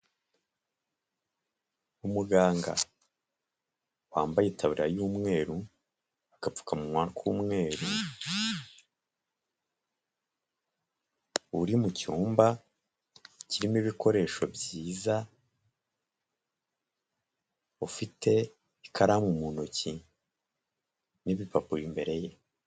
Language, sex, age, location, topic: Kinyarwanda, male, 25-35, Huye, health